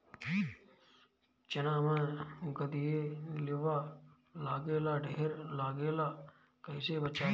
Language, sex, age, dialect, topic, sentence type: Bhojpuri, male, 25-30, Northern, agriculture, question